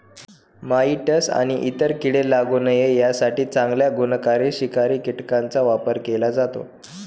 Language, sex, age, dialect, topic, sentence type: Marathi, male, 18-24, Standard Marathi, agriculture, statement